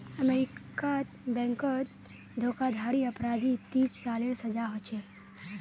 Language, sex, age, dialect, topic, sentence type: Magahi, female, 18-24, Northeastern/Surjapuri, banking, statement